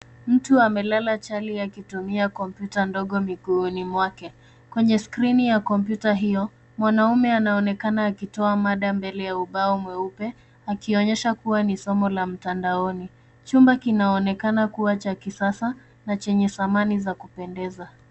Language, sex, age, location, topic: Swahili, female, 25-35, Nairobi, education